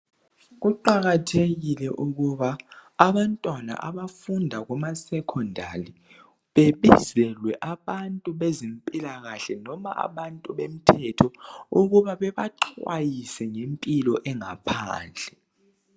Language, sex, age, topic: North Ndebele, male, 18-24, education